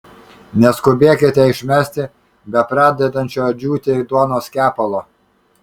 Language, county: Lithuanian, Kaunas